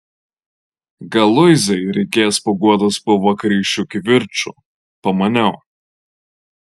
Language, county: Lithuanian, Marijampolė